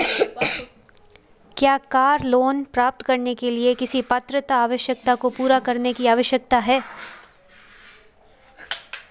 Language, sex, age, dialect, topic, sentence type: Hindi, female, 25-30, Marwari Dhudhari, banking, question